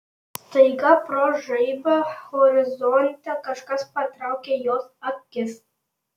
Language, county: Lithuanian, Panevėžys